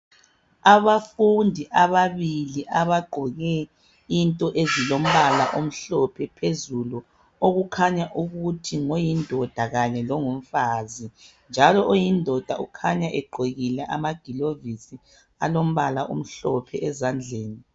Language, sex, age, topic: North Ndebele, male, 36-49, education